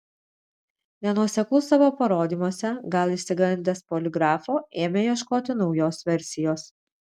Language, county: Lithuanian, Vilnius